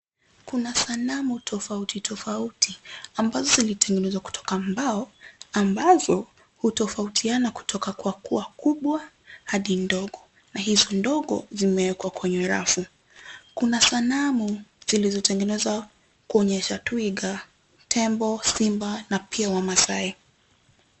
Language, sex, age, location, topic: Swahili, female, 18-24, Nairobi, finance